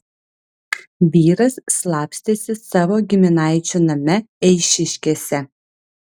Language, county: Lithuanian, Vilnius